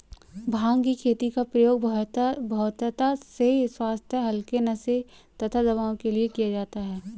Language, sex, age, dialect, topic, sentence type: Hindi, female, 18-24, Marwari Dhudhari, agriculture, statement